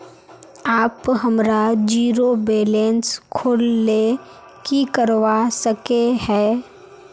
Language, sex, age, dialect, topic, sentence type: Magahi, female, 18-24, Northeastern/Surjapuri, banking, question